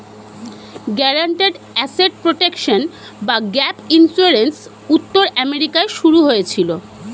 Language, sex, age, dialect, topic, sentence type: Bengali, female, 31-35, Standard Colloquial, banking, statement